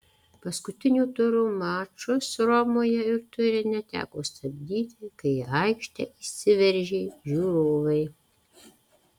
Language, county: Lithuanian, Alytus